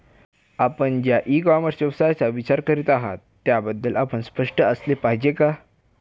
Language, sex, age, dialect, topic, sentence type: Marathi, male, <18, Standard Marathi, agriculture, question